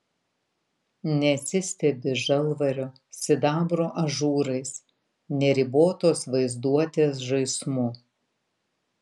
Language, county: Lithuanian, Vilnius